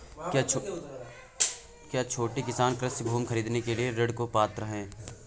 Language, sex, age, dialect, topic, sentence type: Hindi, male, 18-24, Awadhi Bundeli, agriculture, statement